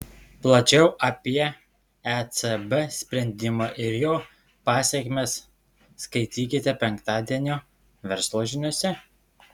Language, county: Lithuanian, Šiauliai